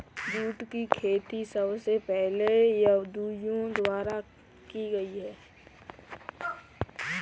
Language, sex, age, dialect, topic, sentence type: Hindi, female, 18-24, Kanauji Braj Bhasha, agriculture, statement